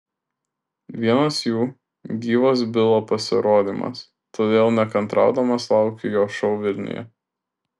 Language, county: Lithuanian, Šiauliai